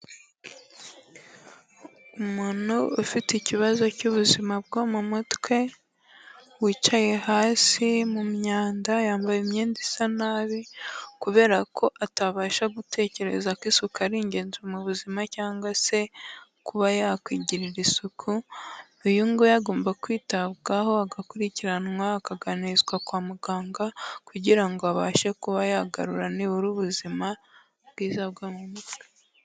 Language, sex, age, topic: Kinyarwanda, female, 18-24, health